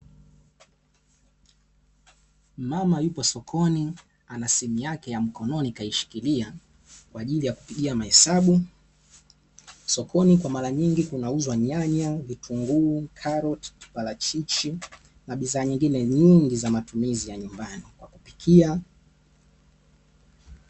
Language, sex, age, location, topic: Swahili, male, 18-24, Dar es Salaam, finance